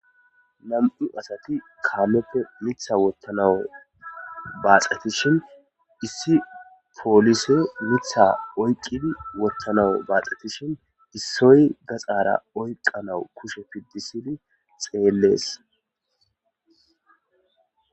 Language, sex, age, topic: Gamo, male, 25-35, government